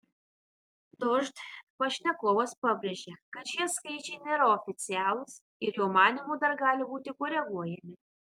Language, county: Lithuanian, Vilnius